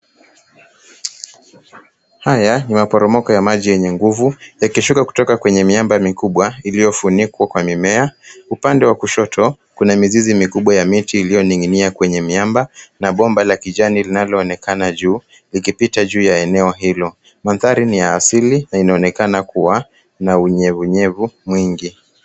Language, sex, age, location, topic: Swahili, male, 18-24, Nairobi, government